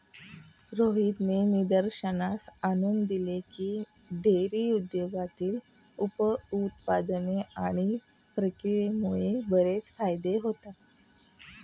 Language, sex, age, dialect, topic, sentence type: Marathi, female, 36-40, Standard Marathi, agriculture, statement